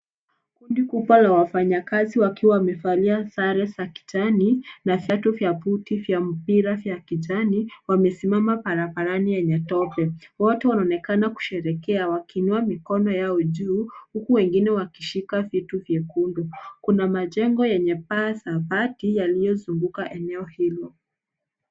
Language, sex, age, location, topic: Swahili, female, 18-24, Nairobi, government